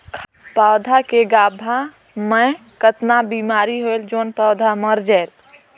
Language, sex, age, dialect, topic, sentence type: Chhattisgarhi, female, 18-24, Northern/Bhandar, agriculture, question